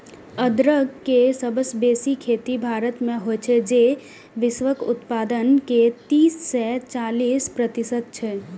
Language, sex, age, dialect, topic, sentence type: Maithili, female, 25-30, Eastern / Thethi, agriculture, statement